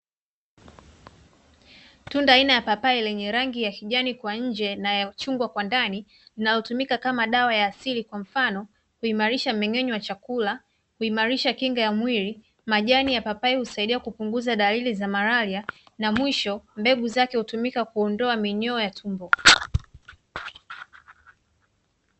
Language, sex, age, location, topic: Swahili, female, 25-35, Dar es Salaam, health